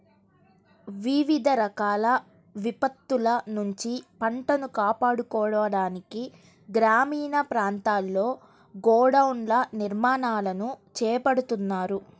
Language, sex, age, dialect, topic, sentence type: Telugu, male, 31-35, Central/Coastal, agriculture, statement